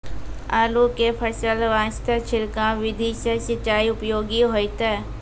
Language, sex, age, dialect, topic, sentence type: Maithili, female, 46-50, Angika, agriculture, question